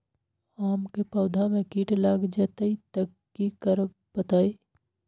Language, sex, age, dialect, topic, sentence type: Magahi, male, 41-45, Western, agriculture, question